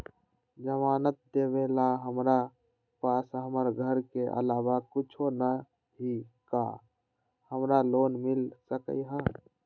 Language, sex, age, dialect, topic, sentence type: Magahi, male, 18-24, Western, banking, question